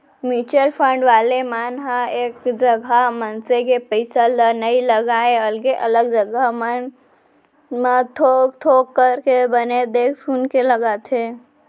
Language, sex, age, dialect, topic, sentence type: Chhattisgarhi, female, 18-24, Central, banking, statement